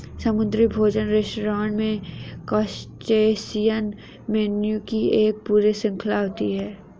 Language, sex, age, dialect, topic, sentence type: Hindi, female, 31-35, Hindustani Malvi Khadi Boli, agriculture, statement